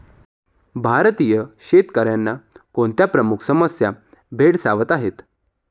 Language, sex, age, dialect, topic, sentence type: Marathi, male, 25-30, Standard Marathi, agriculture, question